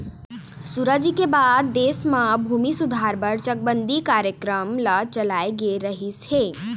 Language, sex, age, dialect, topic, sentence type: Chhattisgarhi, female, 41-45, Eastern, agriculture, statement